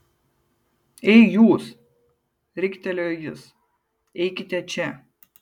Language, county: Lithuanian, Kaunas